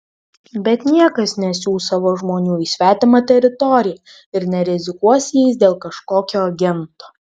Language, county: Lithuanian, Vilnius